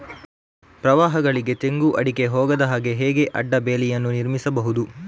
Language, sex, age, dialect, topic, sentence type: Kannada, male, 36-40, Coastal/Dakshin, agriculture, question